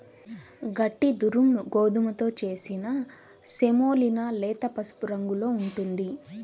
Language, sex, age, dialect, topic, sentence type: Telugu, female, 18-24, Central/Coastal, agriculture, statement